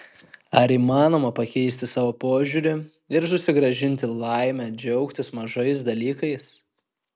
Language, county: Lithuanian, Kaunas